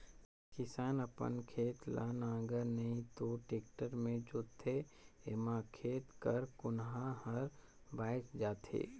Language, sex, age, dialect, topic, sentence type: Chhattisgarhi, male, 25-30, Northern/Bhandar, agriculture, statement